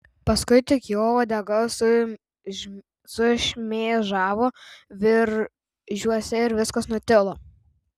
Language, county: Lithuanian, Tauragė